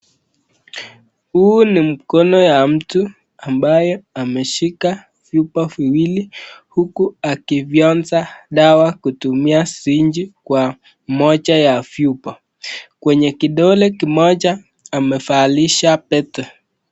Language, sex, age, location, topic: Swahili, male, 18-24, Nakuru, health